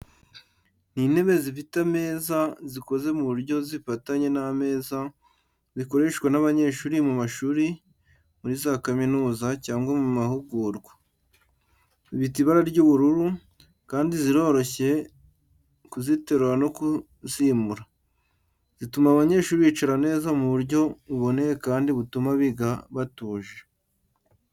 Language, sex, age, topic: Kinyarwanda, male, 18-24, education